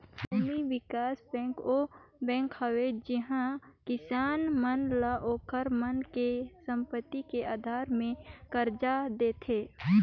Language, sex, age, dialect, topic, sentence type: Chhattisgarhi, female, 25-30, Northern/Bhandar, banking, statement